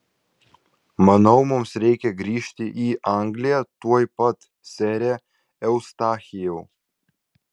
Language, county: Lithuanian, Vilnius